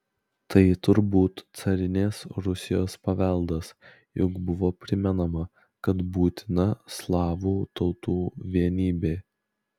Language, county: Lithuanian, Klaipėda